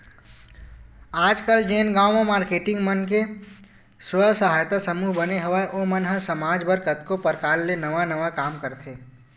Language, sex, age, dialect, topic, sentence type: Chhattisgarhi, male, 18-24, Western/Budati/Khatahi, banking, statement